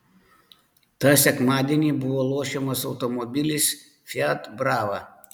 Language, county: Lithuanian, Panevėžys